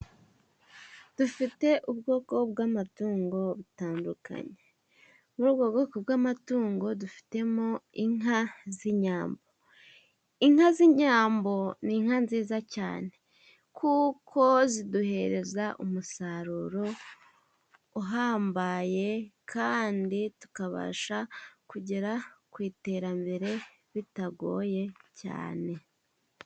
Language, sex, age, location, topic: Kinyarwanda, female, 18-24, Musanze, government